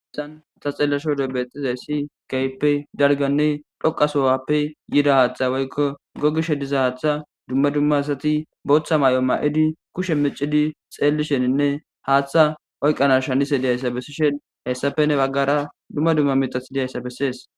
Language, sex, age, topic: Gamo, male, 18-24, government